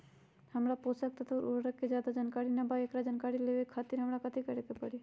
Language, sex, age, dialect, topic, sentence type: Magahi, female, 31-35, Western, agriculture, question